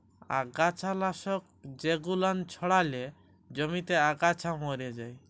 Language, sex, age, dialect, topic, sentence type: Bengali, male, 18-24, Jharkhandi, agriculture, statement